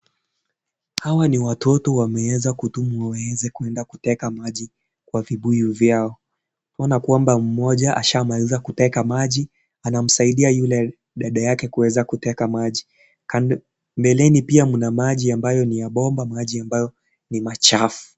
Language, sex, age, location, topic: Swahili, male, 18-24, Kisii, health